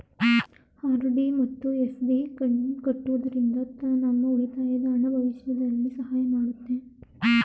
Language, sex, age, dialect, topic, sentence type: Kannada, female, 36-40, Mysore Kannada, banking, statement